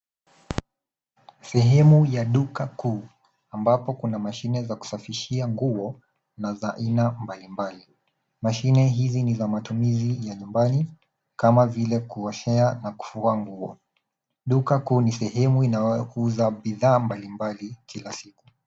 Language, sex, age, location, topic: Swahili, male, 18-24, Nairobi, finance